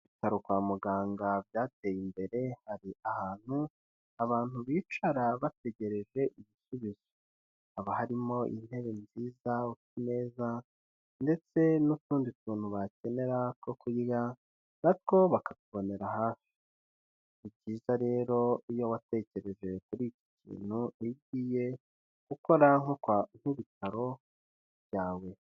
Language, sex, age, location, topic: Kinyarwanda, male, 25-35, Kigali, health